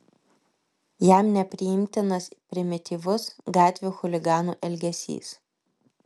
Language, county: Lithuanian, Vilnius